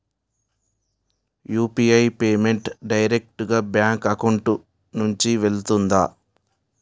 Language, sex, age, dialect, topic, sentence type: Telugu, male, 18-24, Utterandhra, banking, question